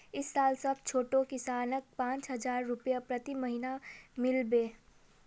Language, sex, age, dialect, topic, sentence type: Magahi, female, 36-40, Northeastern/Surjapuri, agriculture, statement